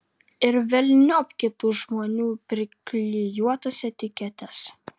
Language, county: Lithuanian, Vilnius